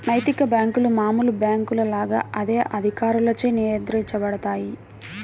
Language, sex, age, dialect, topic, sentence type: Telugu, female, 18-24, Central/Coastal, banking, statement